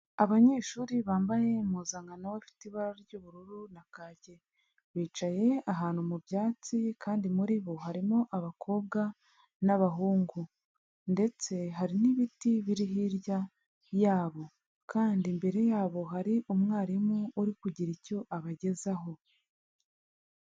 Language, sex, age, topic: Kinyarwanda, male, 25-35, education